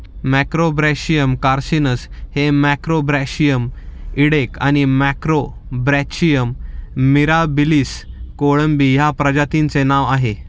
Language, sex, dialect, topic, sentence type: Marathi, male, Standard Marathi, agriculture, statement